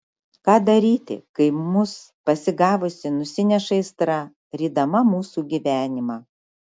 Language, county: Lithuanian, Šiauliai